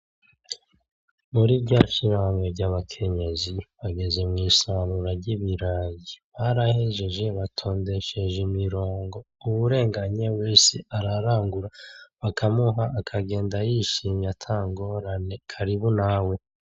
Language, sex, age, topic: Rundi, male, 36-49, agriculture